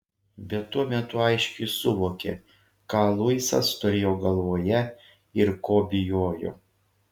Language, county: Lithuanian, Šiauliai